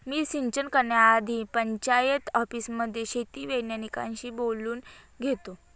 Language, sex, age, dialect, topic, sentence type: Marathi, female, 25-30, Northern Konkan, agriculture, statement